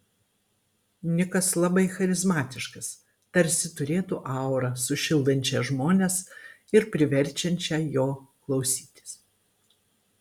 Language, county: Lithuanian, Klaipėda